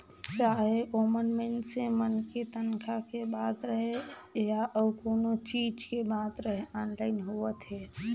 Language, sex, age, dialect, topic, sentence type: Chhattisgarhi, female, 18-24, Northern/Bhandar, banking, statement